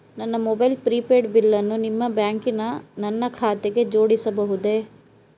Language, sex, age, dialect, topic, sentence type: Kannada, female, 36-40, Mysore Kannada, banking, question